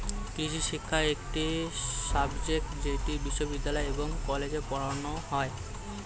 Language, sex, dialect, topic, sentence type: Bengali, male, Standard Colloquial, agriculture, statement